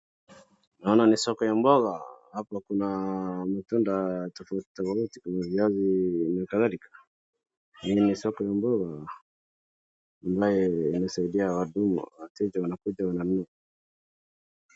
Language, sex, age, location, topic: Swahili, male, 36-49, Wajir, finance